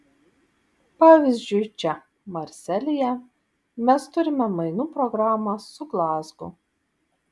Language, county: Lithuanian, Vilnius